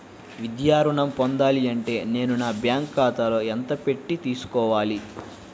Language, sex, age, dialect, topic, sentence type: Telugu, male, 18-24, Central/Coastal, banking, question